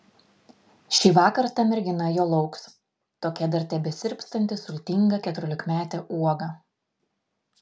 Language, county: Lithuanian, Vilnius